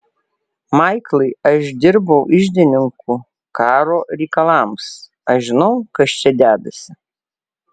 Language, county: Lithuanian, Alytus